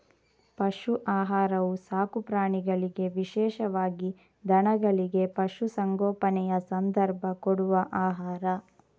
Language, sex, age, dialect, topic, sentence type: Kannada, female, 18-24, Coastal/Dakshin, agriculture, statement